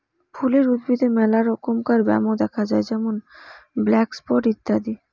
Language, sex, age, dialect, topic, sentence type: Bengali, female, 18-24, Western, agriculture, statement